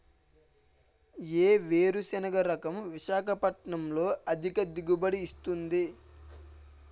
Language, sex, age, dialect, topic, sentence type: Telugu, male, 18-24, Utterandhra, agriculture, question